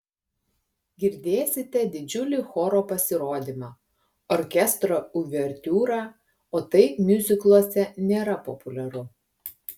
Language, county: Lithuanian, Klaipėda